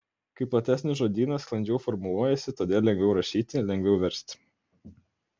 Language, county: Lithuanian, Kaunas